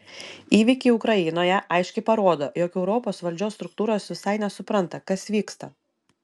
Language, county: Lithuanian, Panevėžys